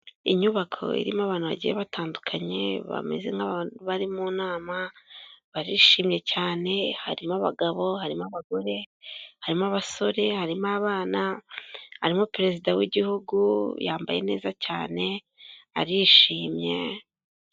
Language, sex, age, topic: Kinyarwanda, female, 25-35, government